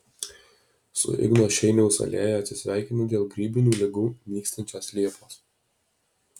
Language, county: Lithuanian, Alytus